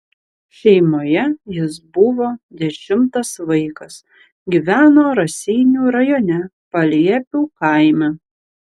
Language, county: Lithuanian, Panevėžys